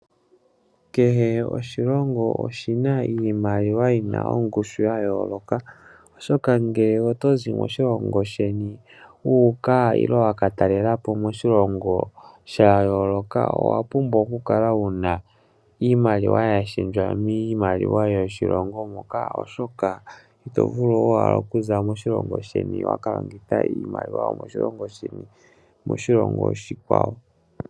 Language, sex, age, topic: Oshiwambo, male, 18-24, finance